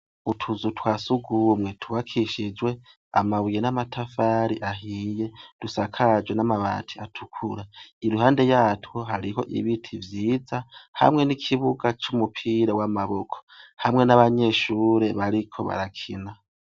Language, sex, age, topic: Rundi, male, 18-24, education